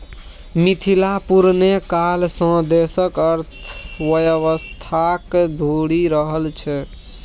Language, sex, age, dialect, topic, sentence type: Maithili, male, 18-24, Bajjika, banking, statement